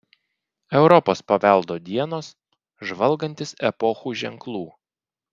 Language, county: Lithuanian, Klaipėda